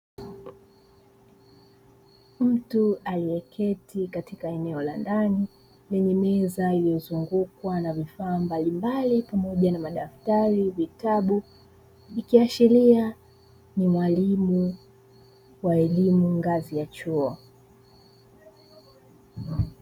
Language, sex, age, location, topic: Swahili, female, 25-35, Dar es Salaam, education